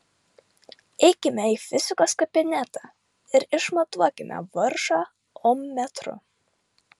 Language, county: Lithuanian, Vilnius